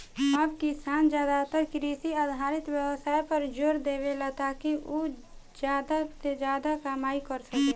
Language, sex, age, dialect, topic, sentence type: Bhojpuri, female, 18-24, Southern / Standard, agriculture, statement